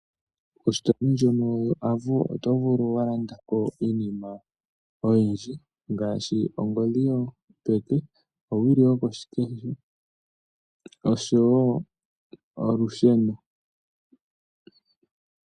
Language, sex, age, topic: Oshiwambo, male, 25-35, finance